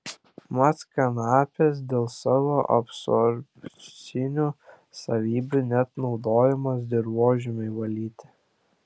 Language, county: Lithuanian, Klaipėda